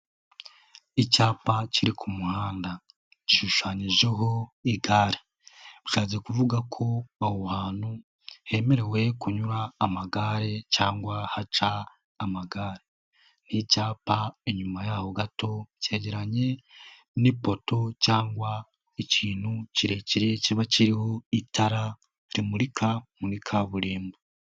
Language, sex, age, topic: Kinyarwanda, male, 18-24, government